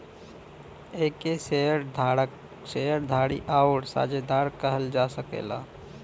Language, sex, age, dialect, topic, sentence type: Bhojpuri, male, 18-24, Western, banking, statement